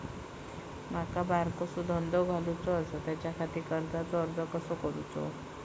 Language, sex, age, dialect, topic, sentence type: Marathi, female, 25-30, Southern Konkan, banking, question